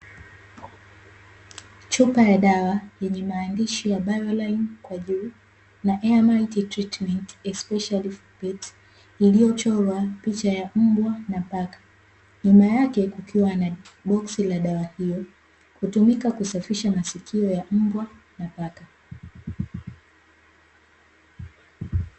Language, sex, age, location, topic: Swahili, female, 18-24, Dar es Salaam, agriculture